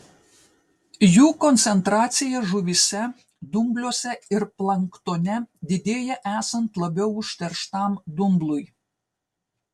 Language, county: Lithuanian, Telšiai